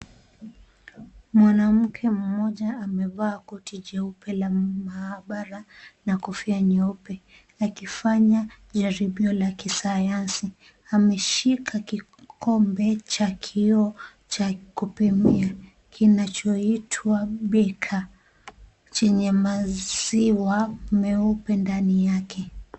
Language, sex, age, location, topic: Swahili, female, 18-24, Kisumu, agriculture